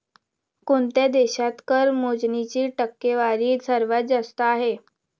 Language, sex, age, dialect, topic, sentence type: Marathi, female, 18-24, Standard Marathi, banking, statement